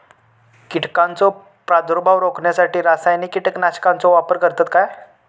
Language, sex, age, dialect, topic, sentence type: Marathi, male, 18-24, Southern Konkan, agriculture, question